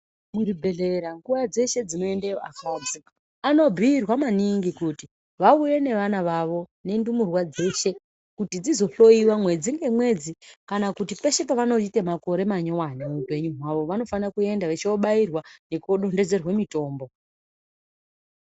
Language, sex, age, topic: Ndau, female, 25-35, health